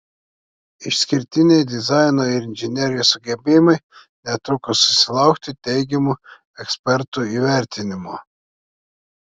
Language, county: Lithuanian, Klaipėda